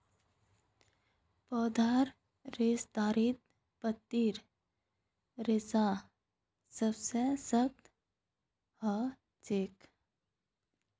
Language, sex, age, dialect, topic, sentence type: Magahi, female, 18-24, Northeastern/Surjapuri, agriculture, statement